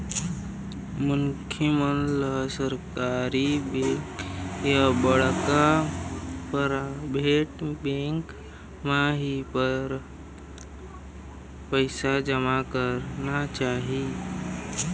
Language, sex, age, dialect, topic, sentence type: Chhattisgarhi, male, 25-30, Eastern, banking, statement